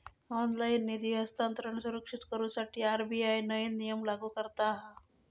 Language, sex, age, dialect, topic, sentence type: Marathi, female, 41-45, Southern Konkan, banking, statement